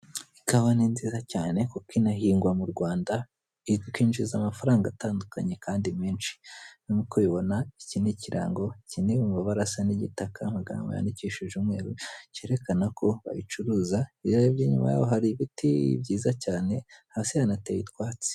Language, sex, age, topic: Kinyarwanda, female, 18-24, government